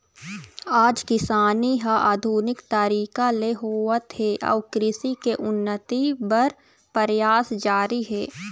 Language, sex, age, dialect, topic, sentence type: Chhattisgarhi, female, 60-100, Eastern, agriculture, statement